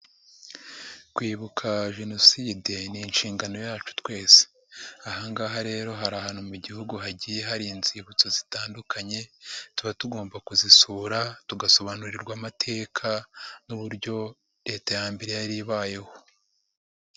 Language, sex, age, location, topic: Kinyarwanda, female, 50+, Nyagatare, education